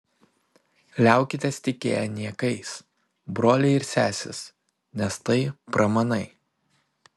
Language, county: Lithuanian, Panevėžys